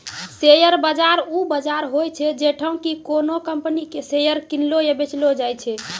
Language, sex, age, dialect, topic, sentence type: Maithili, female, 18-24, Angika, banking, statement